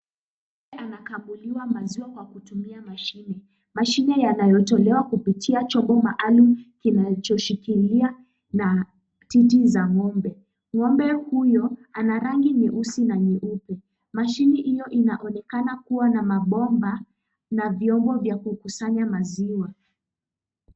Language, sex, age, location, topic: Swahili, female, 18-24, Kisumu, agriculture